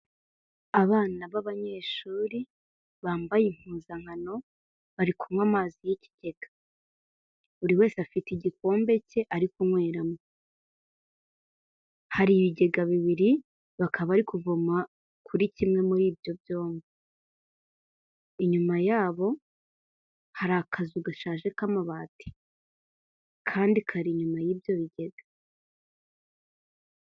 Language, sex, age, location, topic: Kinyarwanda, female, 18-24, Kigali, health